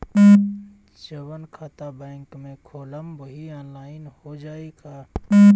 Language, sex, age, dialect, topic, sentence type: Bhojpuri, male, 31-35, Northern, banking, question